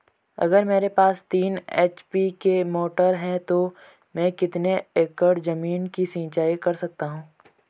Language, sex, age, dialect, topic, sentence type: Hindi, male, 18-24, Marwari Dhudhari, agriculture, question